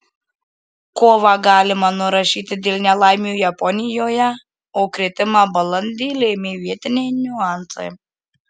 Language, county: Lithuanian, Marijampolė